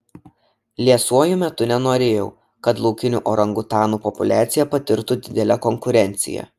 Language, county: Lithuanian, Šiauliai